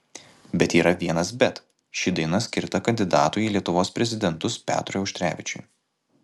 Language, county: Lithuanian, Kaunas